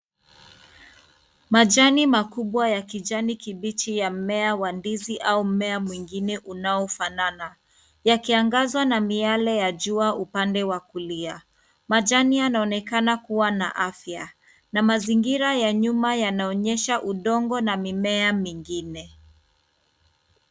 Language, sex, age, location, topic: Swahili, female, 25-35, Nairobi, health